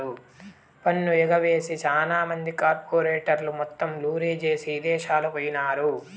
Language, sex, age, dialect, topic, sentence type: Telugu, male, 18-24, Southern, banking, statement